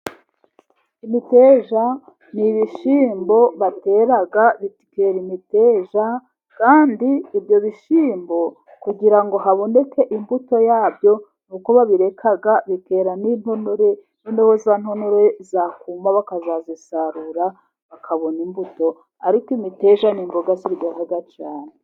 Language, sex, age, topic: Kinyarwanda, female, 36-49, agriculture